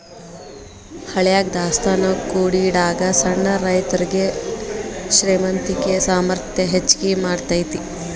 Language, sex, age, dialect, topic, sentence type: Kannada, female, 25-30, Dharwad Kannada, agriculture, statement